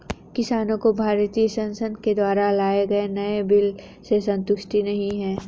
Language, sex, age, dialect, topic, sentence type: Hindi, female, 31-35, Hindustani Malvi Khadi Boli, agriculture, statement